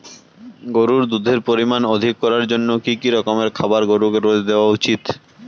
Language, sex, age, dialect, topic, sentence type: Bengali, male, 18-24, Rajbangshi, agriculture, question